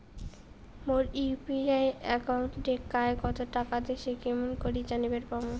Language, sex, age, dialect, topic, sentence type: Bengali, female, 18-24, Rajbangshi, banking, question